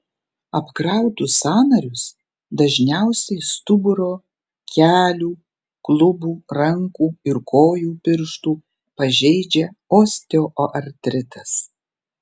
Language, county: Lithuanian, Panevėžys